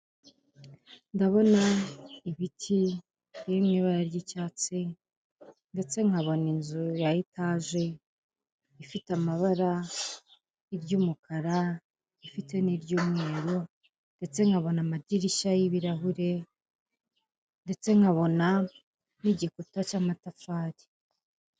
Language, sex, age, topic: Kinyarwanda, female, 25-35, finance